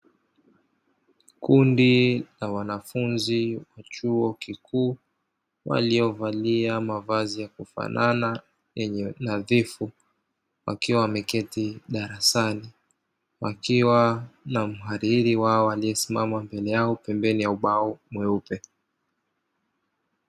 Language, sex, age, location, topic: Swahili, male, 36-49, Dar es Salaam, education